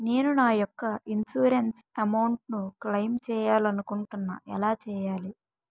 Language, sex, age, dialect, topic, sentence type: Telugu, female, 25-30, Utterandhra, banking, question